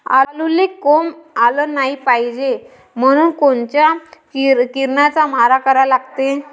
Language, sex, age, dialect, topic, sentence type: Marathi, male, 31-35, Varhadi, agriculture, question